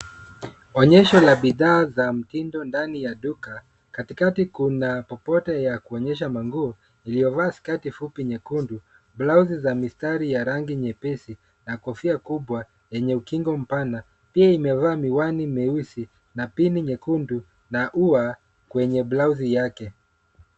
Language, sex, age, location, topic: Swahili, male, 25-35, Nairobi, finance